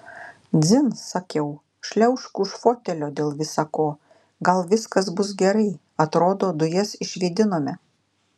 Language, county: Lithuanian, Klaipėda